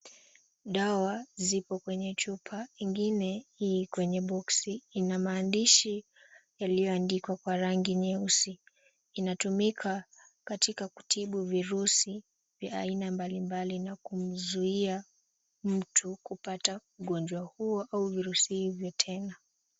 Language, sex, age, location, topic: Swahili, female, 18-24, Kisumu, health